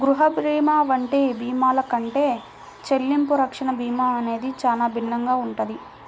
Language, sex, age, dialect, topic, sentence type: Telugu, female, 56-60, Central/Coastal, banking, statement